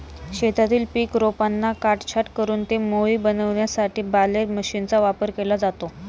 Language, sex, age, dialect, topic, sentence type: Marathi, female, 18-24, Standard Marathi, agriculture, statement